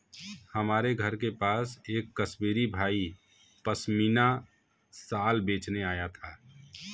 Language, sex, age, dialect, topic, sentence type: Hindi, male, 18-24, Kanauji Braj Bhasha, agriculture, statement